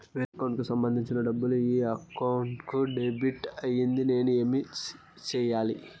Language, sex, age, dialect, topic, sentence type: Telugu, male, 18-24, Southern, banking, question